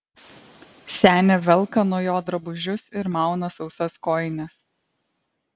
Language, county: Lithuanian, Vilnius